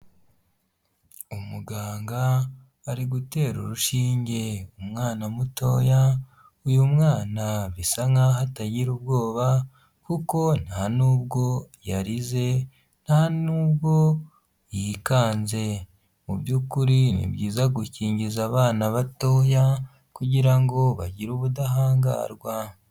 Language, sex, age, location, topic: Kinyarwanda, female, 18-24, Huye, health